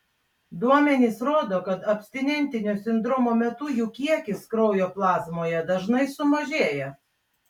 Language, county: Lithuanian, Klaipėda